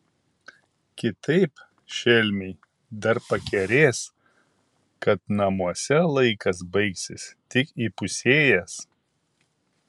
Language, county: Lithuanian, Kaunas